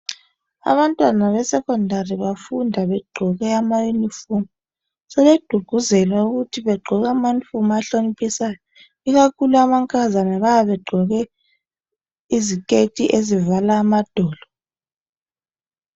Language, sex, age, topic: North Ndebele, female, 25-35, education